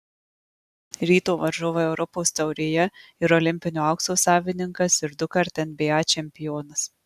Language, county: Lithuanian, Marijampolė